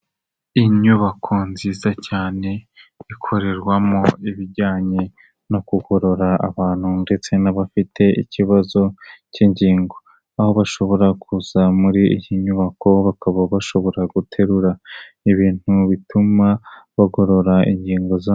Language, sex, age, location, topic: Kinyarwanda, male, 18-24, Kigali, health